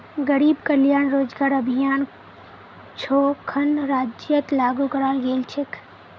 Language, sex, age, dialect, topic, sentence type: Magahi, female, 18-24, Northeastern/Surjapuri, banking, statement